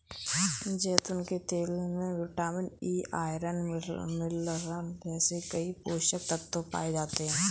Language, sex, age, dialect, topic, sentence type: Hindi, female, 18-24, Kanauji Braj Bhasha, agriculture, statement